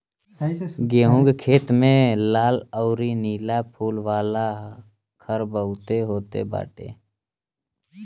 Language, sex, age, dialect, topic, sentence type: Bhojpuri, male, <18, Western, agriculture, statement